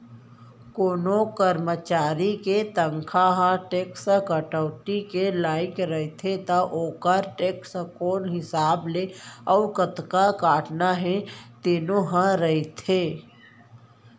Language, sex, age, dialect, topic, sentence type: Chhattisgarhi, female, 18-24, Central, banking, statement